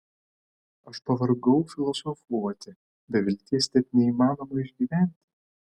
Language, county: Lithuanian, Vilnius